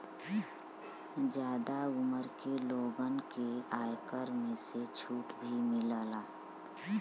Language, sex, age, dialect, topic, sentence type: Bhojpuri, female, 31-35, Western, banking, statement